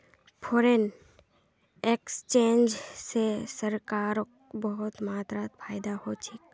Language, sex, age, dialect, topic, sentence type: Magahi, female, 31-35, Northeastern/Surjapuri, banking, statement